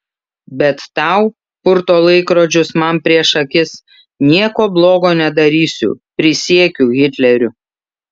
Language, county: Lithuanian, Šiauliai